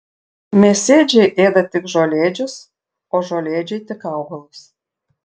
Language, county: Lithuanian, Šiauliai